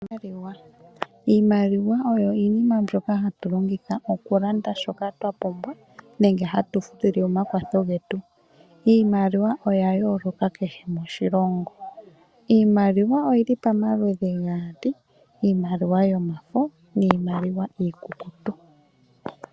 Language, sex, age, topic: Oshiwambo, female, 18-24, finance